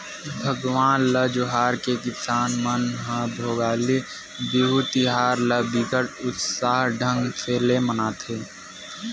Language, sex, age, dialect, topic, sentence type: Chhattisgarhi, male, 18-24, Western/Budati/Khatahi, agriculture, statement